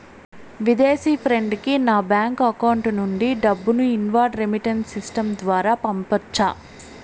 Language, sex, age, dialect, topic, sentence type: Telugu, female, 25-30, Southern, banking, question